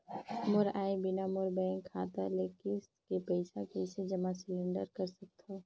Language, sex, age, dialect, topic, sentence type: Chhattisgarhi, female, 25-30, Northern/Bhandar, banking, question